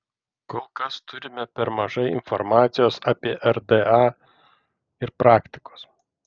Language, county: Lithuanian, Vilnius